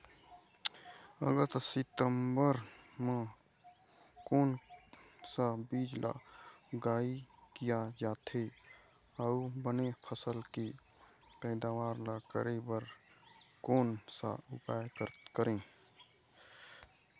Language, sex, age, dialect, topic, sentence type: Chhattisgarhi, male, 51-55, Eastern, agriculture, question